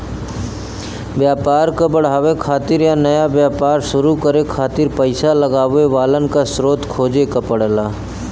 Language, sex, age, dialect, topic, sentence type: Bhojpuri, male, 25-30, Western, banking, statement